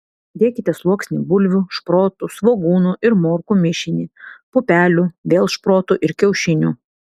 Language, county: Lithuanian, Vilnius